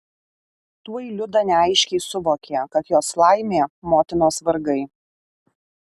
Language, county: Lithuanian, Alytus